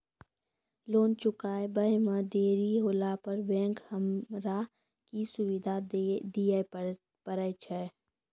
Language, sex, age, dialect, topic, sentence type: Maithili, female, 18-24, Angika, banking, question